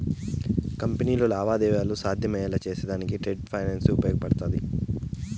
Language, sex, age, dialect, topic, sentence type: Telugu, male, 18-24, Southern, banking, statement